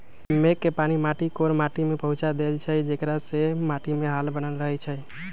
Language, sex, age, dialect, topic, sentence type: Magahi, male, 18-24, Western, agriculture, statement